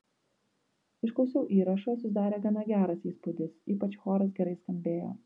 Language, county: Lithuanian, Vilnius